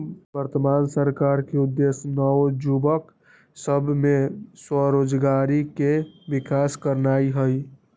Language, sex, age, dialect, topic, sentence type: Magahi, male, 18-24, Western, banking, statement